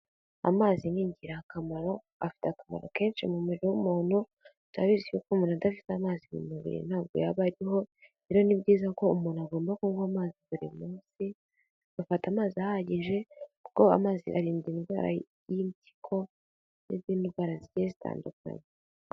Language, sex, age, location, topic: Kinyarwanda, female, 18-24, Kigali, health